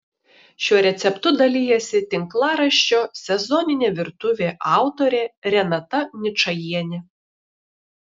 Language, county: Lithuanian, Šiauliai